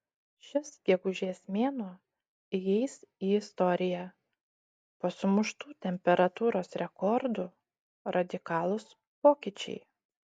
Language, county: Lithuanian, Utena